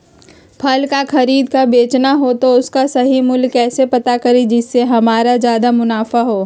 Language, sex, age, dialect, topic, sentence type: Magahi, female, 36-40, Western, agriculture, question